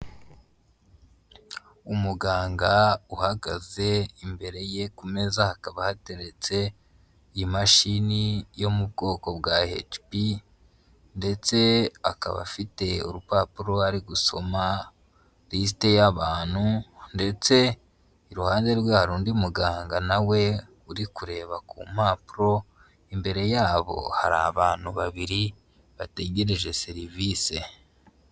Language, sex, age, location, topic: Kinyarwanda, female, 18-24, Huye, health